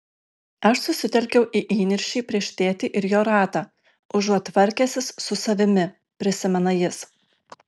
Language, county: Lithuanian, Alytus